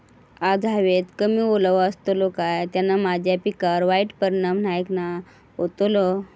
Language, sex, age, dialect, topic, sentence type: Marathi, female, 31-35, Southern Konkan, agriculture, question